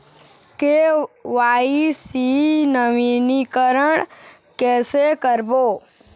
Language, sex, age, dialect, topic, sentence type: Chhattisgarhi, male, 51-55, Eastern, banking, question